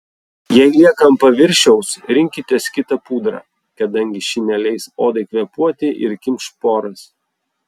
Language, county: Lithuanian, Vilnius